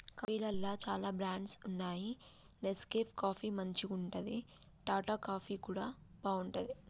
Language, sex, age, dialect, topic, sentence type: Telugu, female, 25-30, Telangana, agriculture, statement